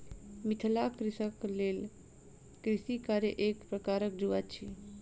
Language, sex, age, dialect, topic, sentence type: Maithili, female, 25-30, Southern/Standard, agriculture, statement